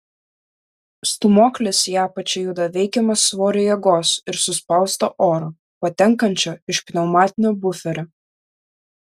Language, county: Lithuanian, Vilnius